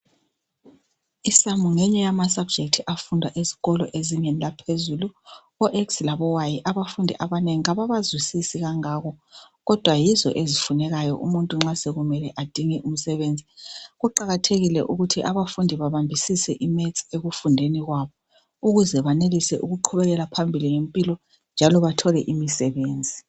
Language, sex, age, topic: North Ndebele, female, 36-49, education